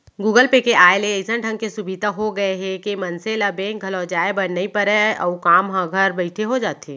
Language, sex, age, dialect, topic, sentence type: Chhattisgarhi, female, 36-40, Central, banking, statement